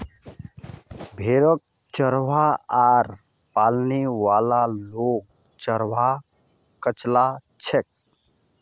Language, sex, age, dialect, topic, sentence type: Magahi, male, 31-35, Northeastern/Surjapuri, agriculture, statement